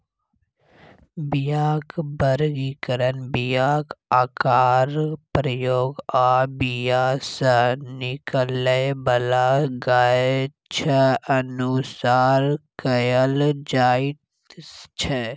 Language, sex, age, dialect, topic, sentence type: Maithili, male, 18-24, Bajjika, agriculture, statement